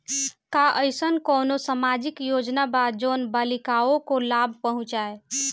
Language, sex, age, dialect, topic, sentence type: Bhojpuri, female, 18-24, Northern, banking, statement